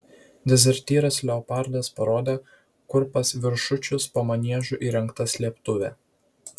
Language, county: Lithuanian, Vilnius